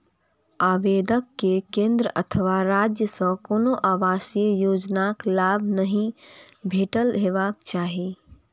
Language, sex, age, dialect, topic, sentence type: Maithili, female, 18-24, Eastern / Thethi, banking, statement